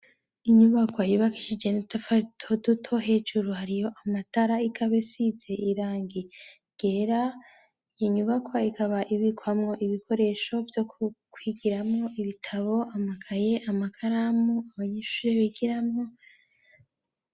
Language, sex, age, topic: Rundi, female, 25-35, education